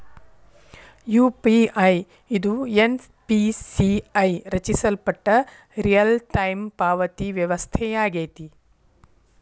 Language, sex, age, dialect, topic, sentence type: Kannada, female, 41-45, Dharwad Kannada, banking, statement